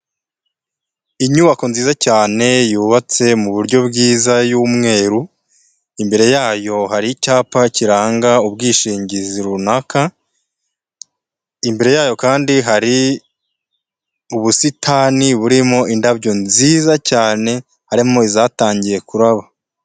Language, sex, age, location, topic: Kinyarwanda, male, 25-35, Huye, finance